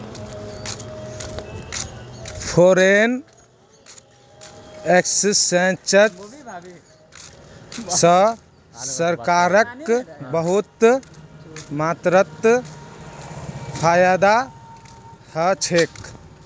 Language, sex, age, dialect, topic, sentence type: Magahi, male, 18-24, Northeastern/Surjapuri, banking, statement